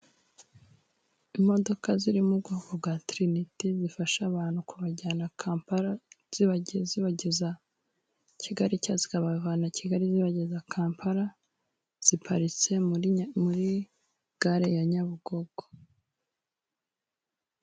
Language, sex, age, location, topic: Kinyarwanda, female, 18-24, Musanze, government